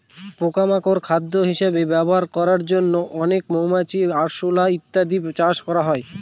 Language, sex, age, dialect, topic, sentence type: Bengali, male, 41-45, Northern/Varendri, agriculture, statement